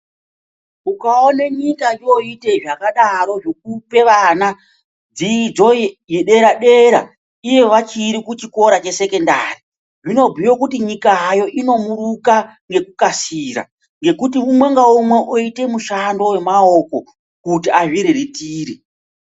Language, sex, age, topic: Ndau, female, 36-49, education